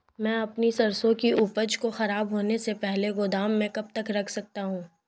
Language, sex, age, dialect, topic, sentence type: Hindi, female, 18-24, Marwari Dhudhari, agriculture, question